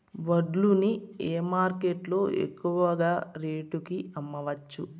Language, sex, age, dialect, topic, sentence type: Telugu, female, 36-40, Southern, agriculture, question